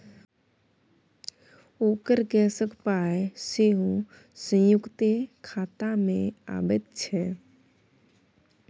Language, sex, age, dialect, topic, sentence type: Maithili, female, 25-30, Bajjika, banking, statement